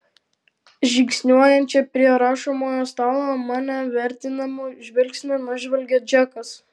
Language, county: Lithuanian, Alytus